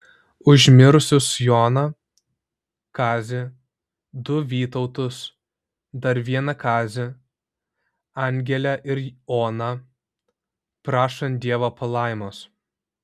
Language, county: Lithuanian, Vilnius